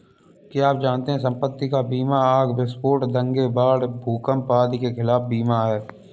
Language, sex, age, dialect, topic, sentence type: Hindi, male, 51-55, Kanauji Braj Bhasha, banking, statement